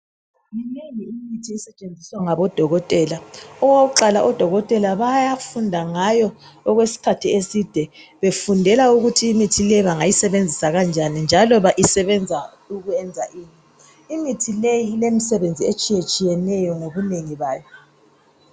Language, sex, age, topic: North Ndebele, female, 36-49, health